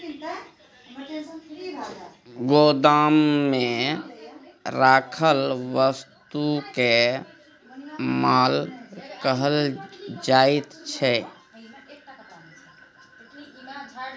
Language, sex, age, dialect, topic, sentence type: Maithili, male, 36-40, Bajjika, banking, statement